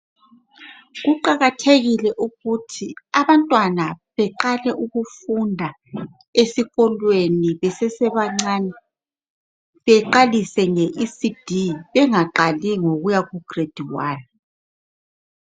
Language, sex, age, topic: North Ndebele, female, 36-49, education